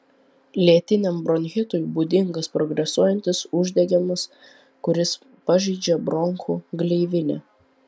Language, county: Lithuanian, Vilnius